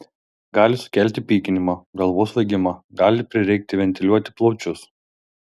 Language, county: Lithuanian, Šiauliai